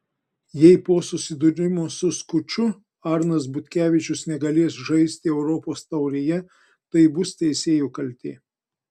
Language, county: Lithuanian, Klaipėda